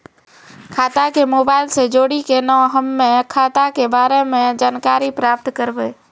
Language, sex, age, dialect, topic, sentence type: Maithili, female, 25-30, Angika, banking, question